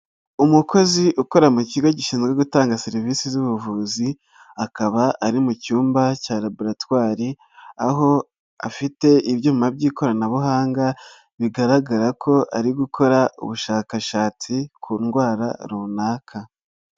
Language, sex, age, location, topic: Kinyarwanda, male, 36-49, Nyagatare, health